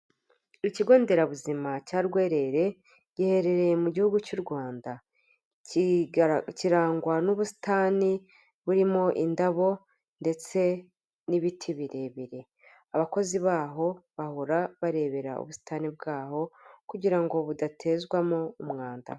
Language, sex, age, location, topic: Kinyarwanda, female, 25-35, Kigali, health